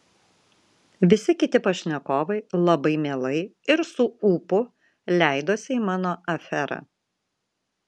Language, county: Lithuanian, Vilnius